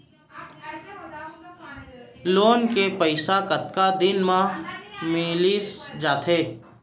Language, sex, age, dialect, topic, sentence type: Chhattisgarhi, male, 31-35, Central, banking, question